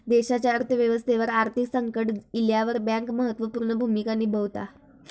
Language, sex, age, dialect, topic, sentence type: Marathi, female, 25-30, Southern Konkan, banking, statement